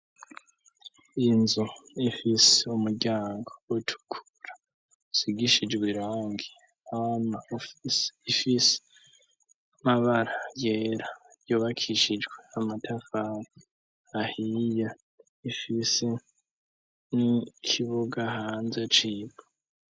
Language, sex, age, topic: Rundi, female, 25-35, education